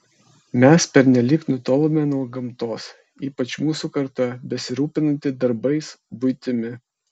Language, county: Lithuanian, Kaunas